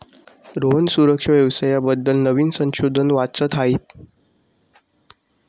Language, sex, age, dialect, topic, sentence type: Marathi, male, 60-100, Standard Marathi, banking, statement